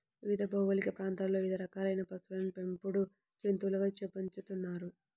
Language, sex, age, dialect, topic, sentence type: Telugu, male, 18-24, Central/Coastal, agriculture, statement